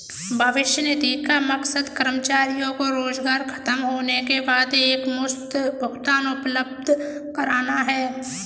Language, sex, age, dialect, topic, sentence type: Hindi, female, 18-24, Kanauji Braj Bhasha, banking, statement